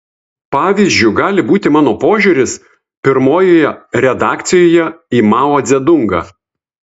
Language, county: Lithuanian, Vilnius